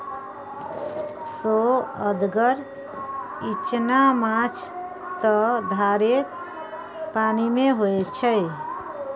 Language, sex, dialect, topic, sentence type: Maithili, female, Bajjika, agriculture, statement